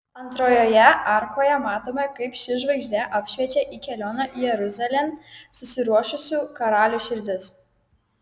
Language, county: Lithuanian, Kaunas